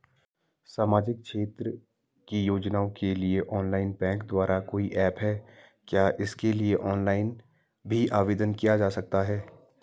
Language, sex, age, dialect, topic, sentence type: Hindi, male, 18-24, Garhwali, banking, question